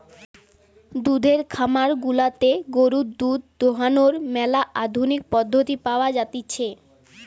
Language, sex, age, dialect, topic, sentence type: Bengali, female, 18-24, Western, agriculture, statement